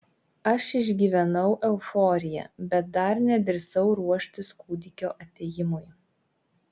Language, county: Lithuanian, Šiauliai